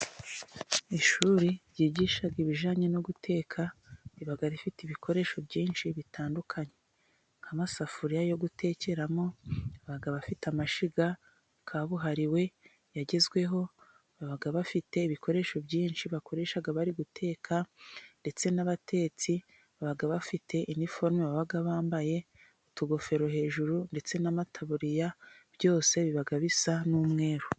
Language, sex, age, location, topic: Kinyarwanda, female, 25-35, Musanze, education